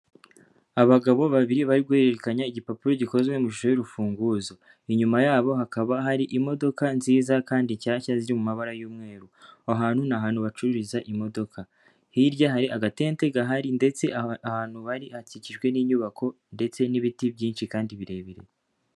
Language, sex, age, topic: Kinyarwanda, male, 25-35, finance